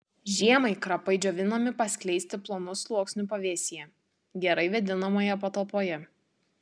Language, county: Lithuanian, Tauragė